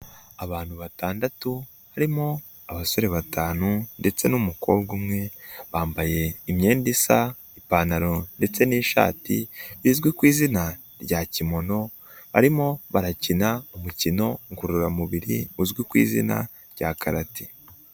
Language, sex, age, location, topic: Kinyarwanda, male, 18-24, Nyagatare, government